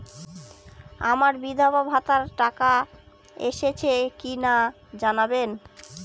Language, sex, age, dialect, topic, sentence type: Bengali, female, 18-24, Northern/Varendri, banking, question